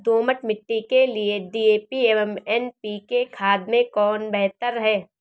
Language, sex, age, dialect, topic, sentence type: Hindi, female, 18-24, Kanauji Braj Bhasha, agriculture, question